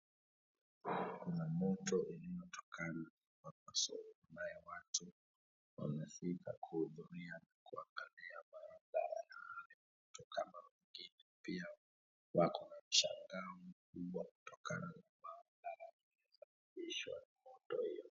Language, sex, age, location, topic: Swahili, male, 25-35, Wajir, health